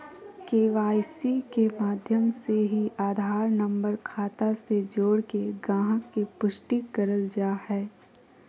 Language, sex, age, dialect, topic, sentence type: Magahi, female, 18-24, Southern, banking, statement